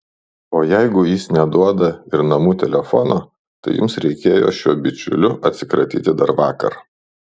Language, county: Lithuanian, Šiauliai